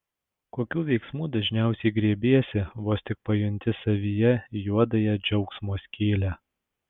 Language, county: Lithuanian, Alytus